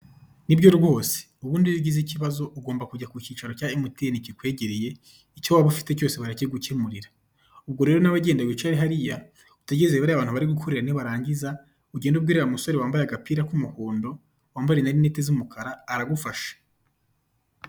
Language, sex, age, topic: Kinyarwanda, male, 25-35, finance